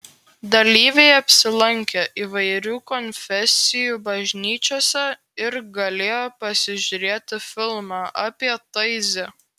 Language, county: Lithuanian, Klaipėda